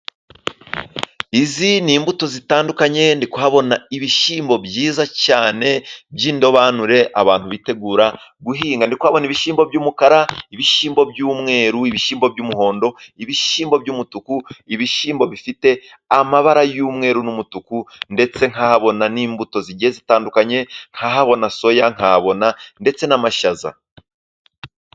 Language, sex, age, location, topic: Kinyarwanda, male, 25-35, Musanze, agriculture